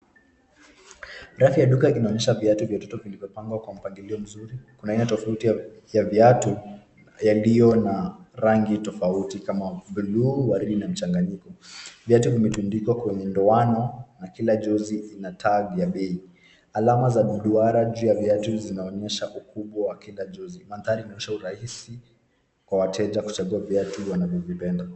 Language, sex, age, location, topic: Swahili, male, 18-24, Nairobi, finance